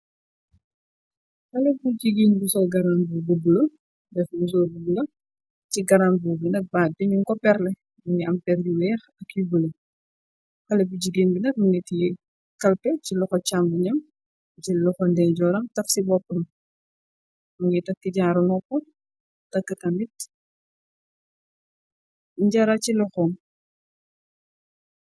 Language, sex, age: Wolof, female, 25-35